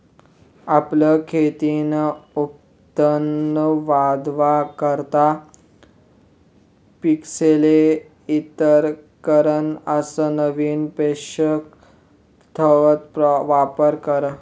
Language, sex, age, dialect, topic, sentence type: Marathi, male, 18-24, Northern Konkan, agriculture, statement